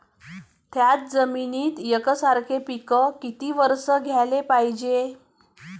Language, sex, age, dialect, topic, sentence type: Marathi, female, 41-45, Varhadi, agriculture, question